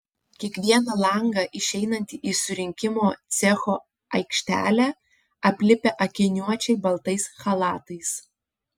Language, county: Lithuanian, Panevėžys